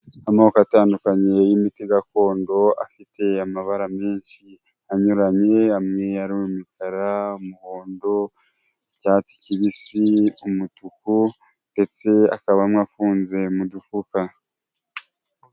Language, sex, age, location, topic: Kinyarwanda, male, 25-35, Huye, health